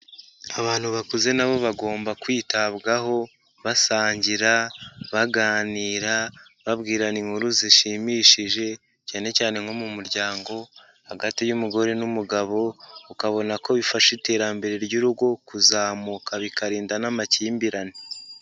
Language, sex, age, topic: Kinyarwanda, male, 18-24, health